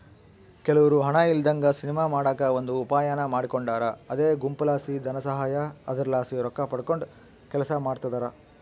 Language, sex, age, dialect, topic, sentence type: Kannada, male, 46-50, Central, banking, statement